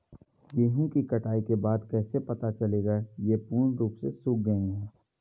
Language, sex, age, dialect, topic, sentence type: Hindi, male, 41-45, Garhwali, agriculture, question